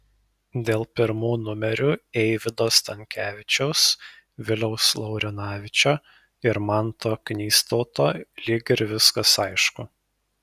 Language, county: Lithuanian, Vilnius